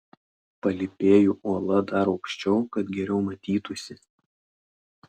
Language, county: Lithuanian, Klaipėda